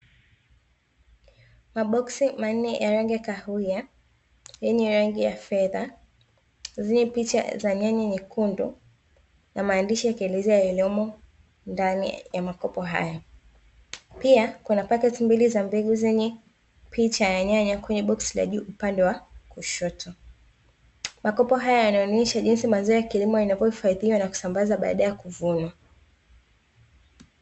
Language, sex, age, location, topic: Swahili, female, 25-35, Dar es Salaam, agriculture